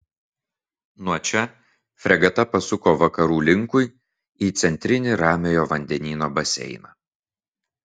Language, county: Lithuanian, Vilnius